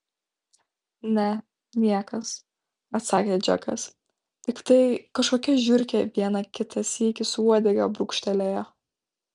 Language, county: Lithuanian, Vilnius